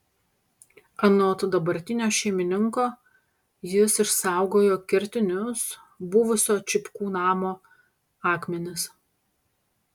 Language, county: Lithuanian, Panevėžys